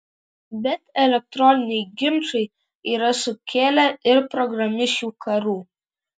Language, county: Lithuanian, Vilnius